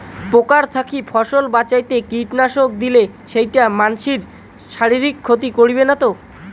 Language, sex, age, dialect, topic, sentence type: Bengali, male, 18-24, Rajbangshi, agriculture, question